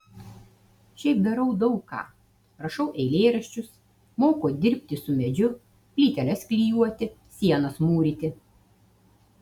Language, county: Lithuanian, Utena